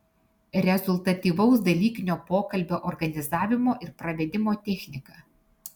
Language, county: Lithuanian, Alytus